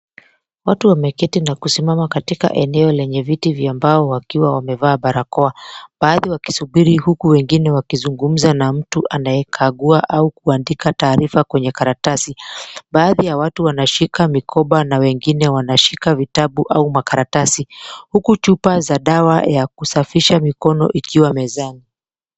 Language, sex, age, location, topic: Swahili, female, 25-35, Mombasa, health